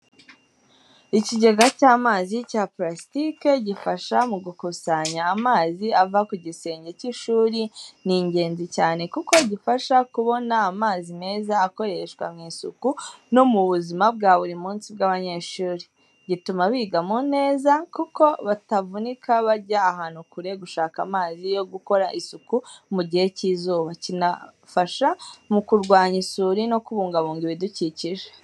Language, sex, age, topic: Kinyarwanda, female, 18-24, education